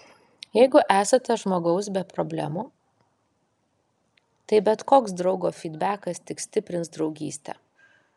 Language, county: Lithuanian, Kaunas